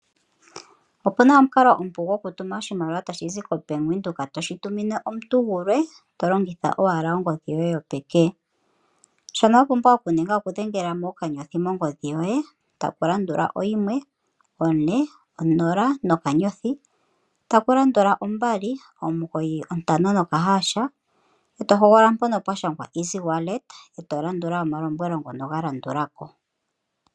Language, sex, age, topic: Oshiwambo, female, 25-35, finance